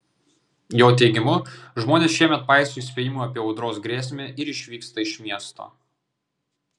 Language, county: Lithuanian, Vilnius